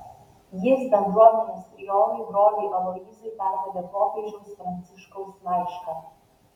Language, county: Lithuanian, Vilnius